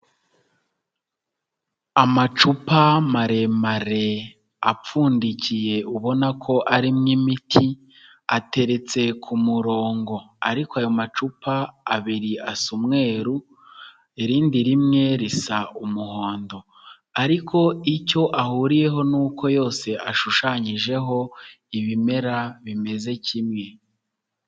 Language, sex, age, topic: Kinyarwanda, male, 25-35, health